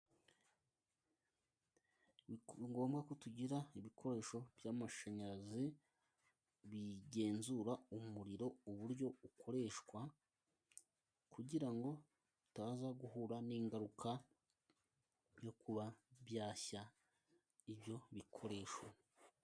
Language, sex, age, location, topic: Kinyarwanda, male, 25-35, Musanze, government